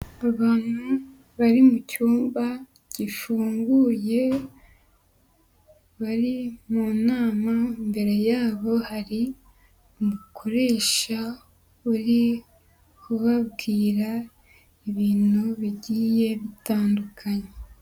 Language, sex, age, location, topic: Kinyarwanda, female, 25-35, Huye, education